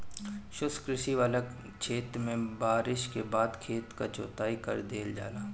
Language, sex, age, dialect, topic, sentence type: Bhojpuri, male, 25-30, Northern, agriculture, statement